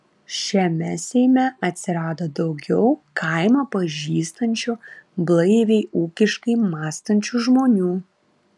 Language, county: Lithuanian, Vilnius